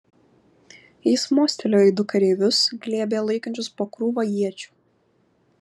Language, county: Lithuanian, Kaunas